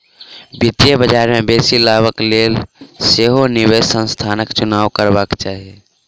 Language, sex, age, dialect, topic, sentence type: Maithili, male, 18-24, Southern/Standard, banking, statement